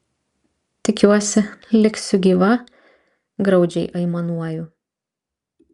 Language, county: Lithuanian, Vilnius